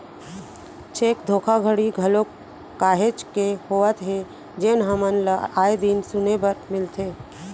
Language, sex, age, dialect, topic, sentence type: Chhattisgarhi, female, 41-45, Central, banking, statement